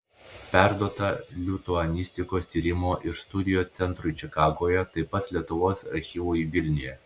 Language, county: Lithuanian, Klaipėda